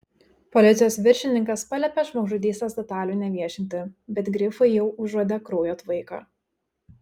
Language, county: Lithuanian, Šiauliai